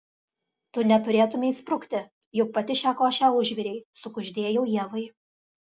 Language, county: Lithuanian, Alytus